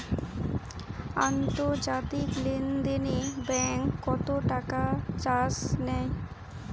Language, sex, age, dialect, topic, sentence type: Bengali, female, 18-24, Rajbangshi, banking, question